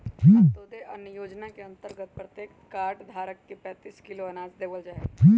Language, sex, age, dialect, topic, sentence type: Magahi, male, 18-24, Western, agriculture, statement